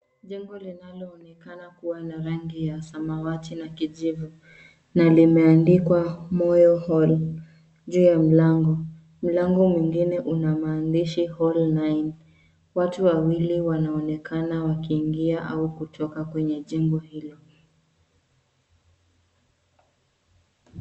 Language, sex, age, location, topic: Swahili, female, 25-35, Nairobi, education